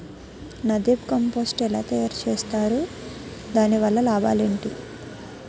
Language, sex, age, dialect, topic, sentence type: Telugu, female, 18-24, Utterandhra, agriculture, question